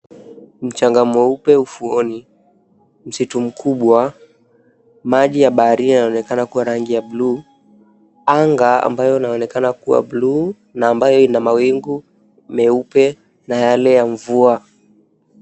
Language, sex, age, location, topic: Swahili, male, 18-24, Mombasa, government